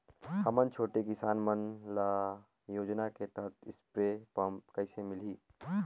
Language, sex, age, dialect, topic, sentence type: Chhattisgarhi, male, 18-24, Northern/Bhandar, agriculture, question